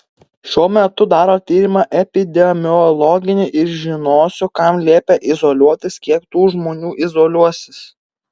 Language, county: Lithuanian, Vilnius